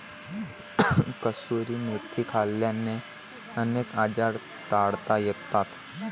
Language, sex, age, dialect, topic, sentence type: Marathi, male, 18-24, Varhadi, agriculture, statement